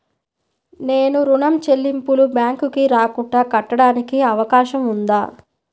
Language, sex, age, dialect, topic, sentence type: Telugu, female, 18-24, Central/Coastal, banking, question